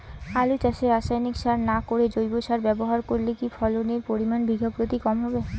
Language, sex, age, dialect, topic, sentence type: Bengali, female, 18-24, Rajbangshi, agriculture, question